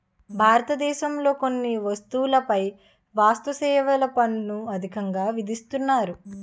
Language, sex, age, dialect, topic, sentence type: Telugu, female, 18-24, Utterandhra, banking, statement